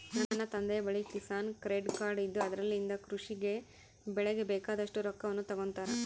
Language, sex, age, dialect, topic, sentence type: Kannada, female, 25-30, Central, agriculture, statement